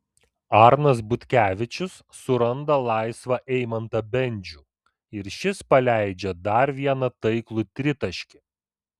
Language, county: Lithuanian, Vilnius